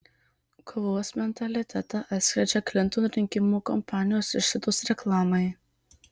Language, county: Lithuanian, Marijampolė